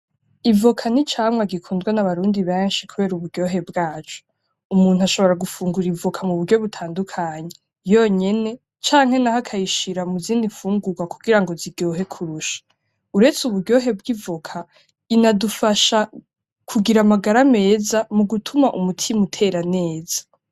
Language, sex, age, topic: Rundi, female, 18-24, agriculture